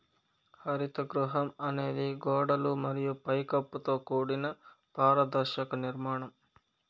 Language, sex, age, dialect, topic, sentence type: Telugu, male, 18-24, Southern, agriculture, statement